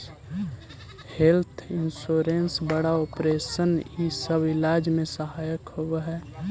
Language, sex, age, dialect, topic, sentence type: Magahi, male, 18-24, Central/Standard, banking, statement